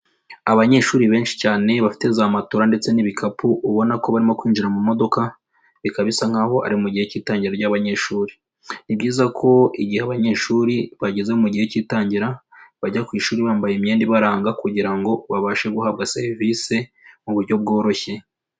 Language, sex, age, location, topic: Kinyarwanda, female, 25-35, Kigali, education